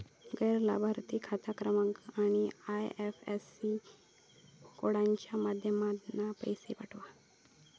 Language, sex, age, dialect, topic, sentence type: Marathi, female, 18-24, Southern Konkan, banking, statement